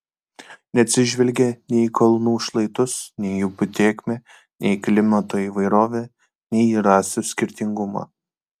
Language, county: Lithuanian, Kaunas